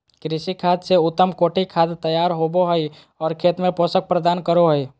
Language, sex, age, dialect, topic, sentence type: Magahi, female, 18-24, Southern, agriculture, statement